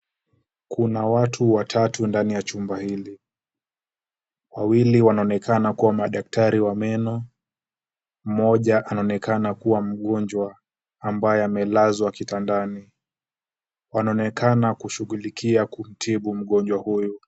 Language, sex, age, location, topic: Swahili, male, 18-24, Kisumu, health